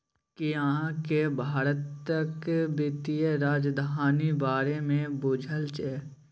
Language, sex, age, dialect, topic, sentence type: Maithili, male, 18-24, Bajjika, banking, statement